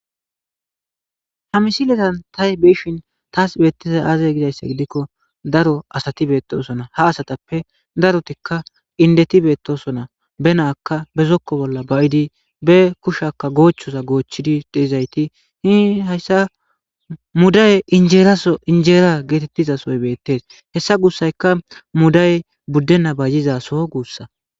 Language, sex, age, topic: Gamo, male, 25-35, agriculture